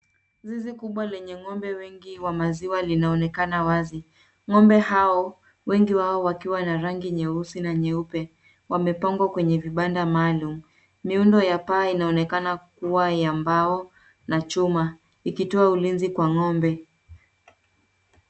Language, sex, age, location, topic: Swahili, female, 36-49, Nairobi, agriculture